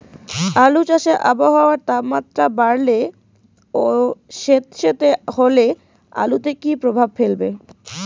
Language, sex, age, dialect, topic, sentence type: Bengali, female, 18-24, Rajbangshi, agriculture, question